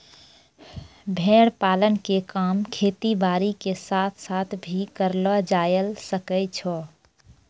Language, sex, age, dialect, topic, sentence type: Maithili, female, 25-30, Angika, agriculture, statement